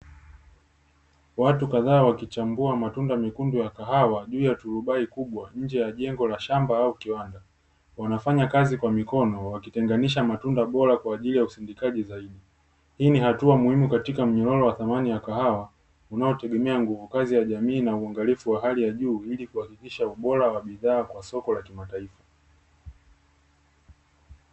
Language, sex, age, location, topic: Swahili, male, 18-24, Dar es Salaam, agriculture